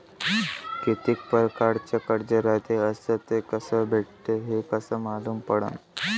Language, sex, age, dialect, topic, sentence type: Marathi, male, <18, Varhadi, banking, question